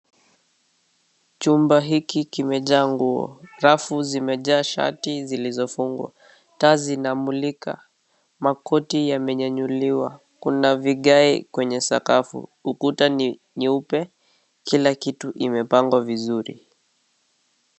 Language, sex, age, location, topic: Swahili, male, 18-24, Nairobi, finance